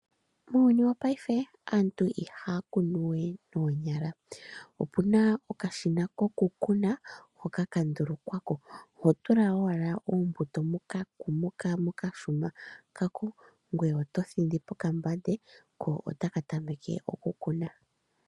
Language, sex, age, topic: Oshiwambo, female, 25-35, agriculture